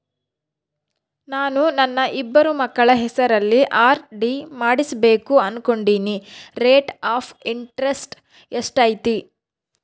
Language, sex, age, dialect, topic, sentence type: Kannada, female, 31-35, Central, banking, question